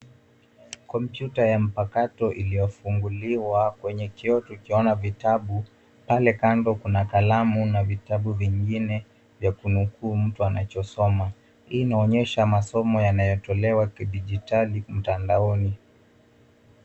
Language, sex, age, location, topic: Swahili, male, 18-24, Nairobi, education